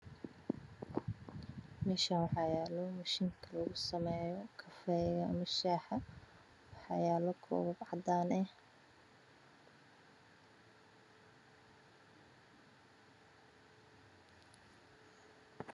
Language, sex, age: Somali, female, 25-35